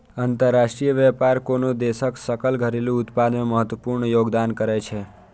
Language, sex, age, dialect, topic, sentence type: Maithili, male, 18-24, Eastern / Thethi, banking, statement